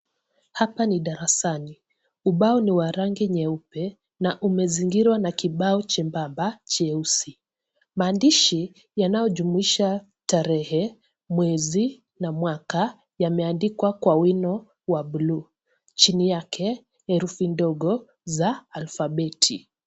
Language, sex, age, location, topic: Swahili, female, 25-35, Kisii, education